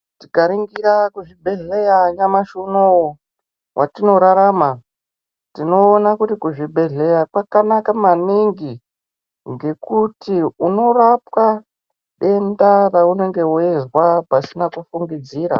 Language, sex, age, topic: Ndau, female, 25-35, health